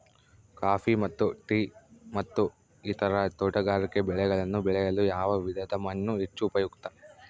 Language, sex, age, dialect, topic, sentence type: Kannada, male, 25-30, Central, agriculture, question